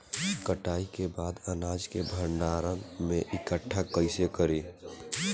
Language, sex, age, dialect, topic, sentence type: Bhojpuri, male, <18, Southern / Standard, agriculture, statement